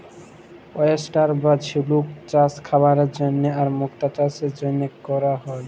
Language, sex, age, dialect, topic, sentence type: Bengali, male, 18-24, Jharkhandi, agriculture, statement